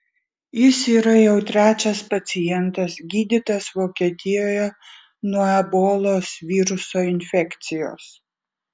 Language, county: Lithuanian, Vilnius